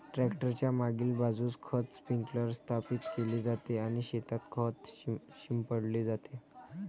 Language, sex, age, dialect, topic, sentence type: Marathi, male, 18-24, Varhadi, agriculture, statement